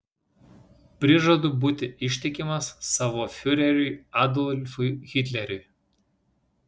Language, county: Lithuanian, Vilnius